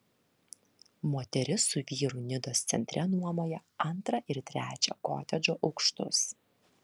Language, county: Lithuanian, Vilnius